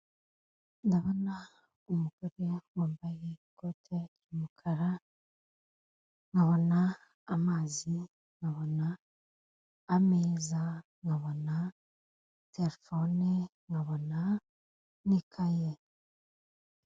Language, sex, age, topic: Kinyarwanda, female, 25-35, government